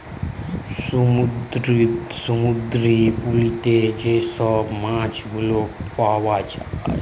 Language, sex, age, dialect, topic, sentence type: Bengali, male, 25-30, Jharkhandi, agriculture, statement